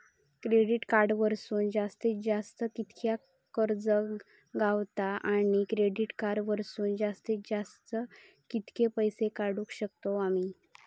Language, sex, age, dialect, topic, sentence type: Marathi, female, 31-35, Southern Konkan, banking, question